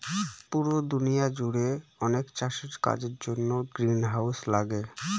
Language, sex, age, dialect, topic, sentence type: Bengali, male, 25-30, Northern/Varendri, agriculture, statement